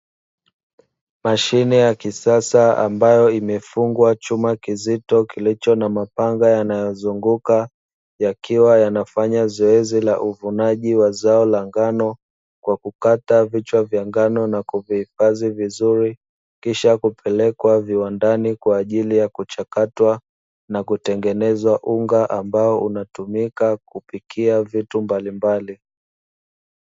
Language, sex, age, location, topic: Swahili, male, 25-35, Dar es Salaam, agriculture